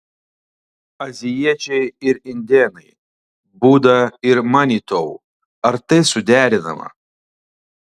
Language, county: Lithuanian, Alytus